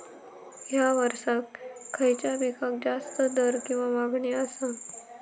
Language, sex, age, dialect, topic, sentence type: Marathi, female, 18-24, Southern Konkan, agriculture, question